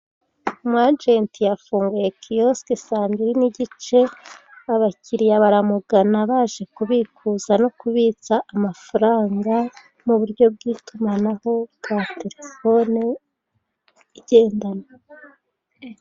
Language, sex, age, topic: Kinyarwanda, female, 36-49, finance